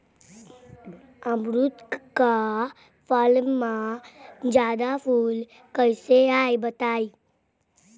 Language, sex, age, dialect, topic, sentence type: Magahi, male, 25-30, Western, agriculture, question